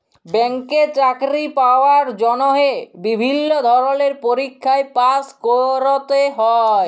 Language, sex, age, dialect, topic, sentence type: Bengali, male, 18-24, Jharkhandi, banking, statement